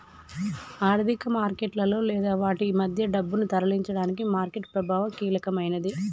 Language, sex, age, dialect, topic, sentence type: Telugu, female, 31-35, Telangana, banking, statement